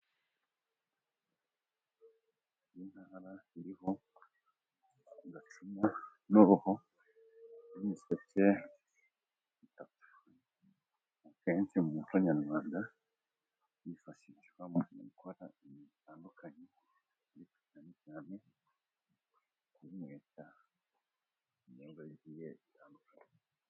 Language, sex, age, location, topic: Kinyarwanda, male, 25-35, Musanze, government